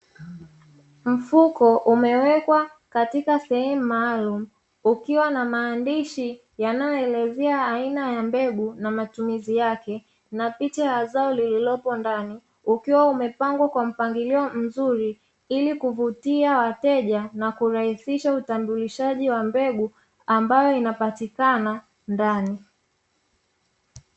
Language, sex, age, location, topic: Swahili, female, 25-35, Dar es Salaam, agriculture